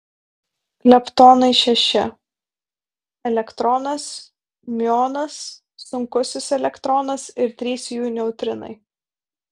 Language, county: Lithuanian, Vilnius